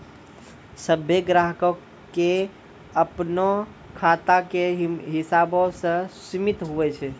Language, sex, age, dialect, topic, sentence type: Maithili, male, 18-24, Angika, banking, statement